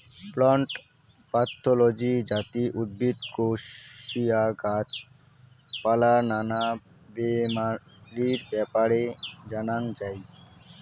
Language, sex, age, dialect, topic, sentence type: Bengali, male, 18-24, Rajbangshi, agriculture, statement